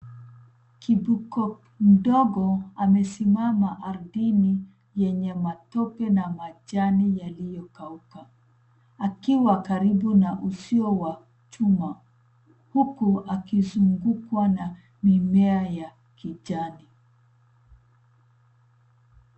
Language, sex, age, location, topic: Swahili, female, 36-49, Nairobi, government